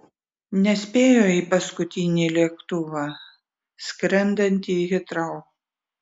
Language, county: Lithuanian, Vilnius